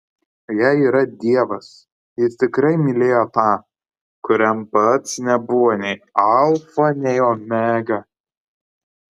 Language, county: Lithuanian, Kaunas